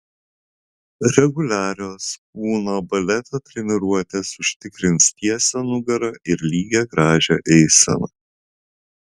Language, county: Lithuanian, Vilnius